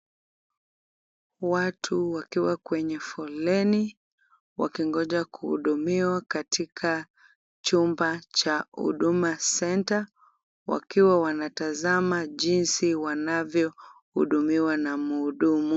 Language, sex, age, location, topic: Swahili, female, 25-35, Kisumu, government